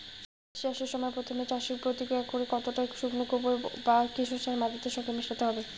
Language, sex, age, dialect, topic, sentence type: Bengali, female, 18-24, Rajbangshi, agriculture, question